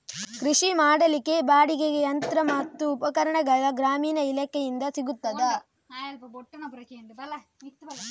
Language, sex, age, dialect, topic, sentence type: Kannada, female, 56-60, Coastal/Dakshin, agriculture, question